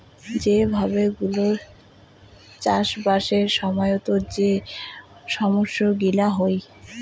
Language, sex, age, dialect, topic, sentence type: Bengali, female, 18-24, Rajbangshi, agriculture, statement